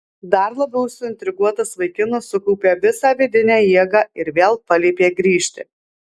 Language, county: Lithuanian, Alytus